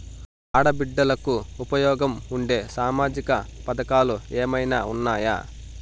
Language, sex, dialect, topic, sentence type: Telugu, male, Southern, banking, statement